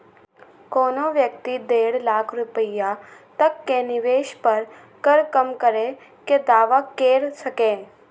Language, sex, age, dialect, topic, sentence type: Maithili, female, 18-24, Eastern / Thethi, banking, statement